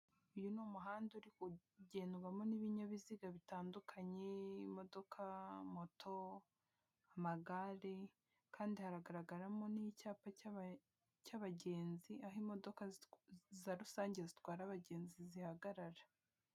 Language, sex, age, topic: Kinyarwanda, female, 25-35, government